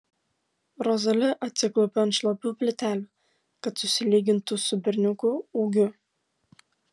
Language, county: Lithuanian, Klaipėda